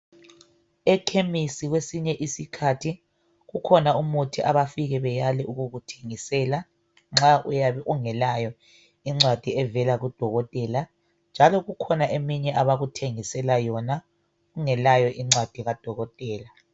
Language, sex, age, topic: North Ndebele, male, 25-35, health